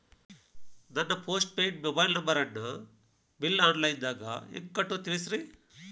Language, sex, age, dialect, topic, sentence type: Kannada, male, 51-55, Dharwad Kannada, banking, question